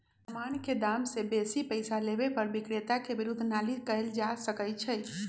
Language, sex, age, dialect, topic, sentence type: Magahi, male, 18-24, Western, banking, statement